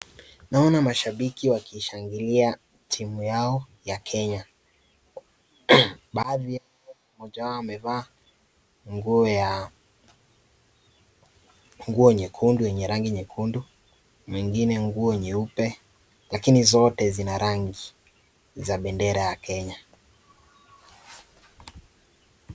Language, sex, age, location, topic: Swahili, male, 18-24, Kisii, government